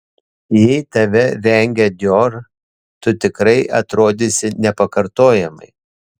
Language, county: Lithuanian, Panevėžys